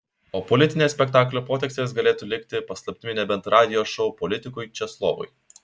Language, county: Lithuanian, Šiauliai